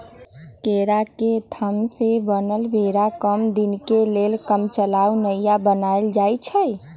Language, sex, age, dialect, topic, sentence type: Magahi, female, 18-24, Western, agriculture, statement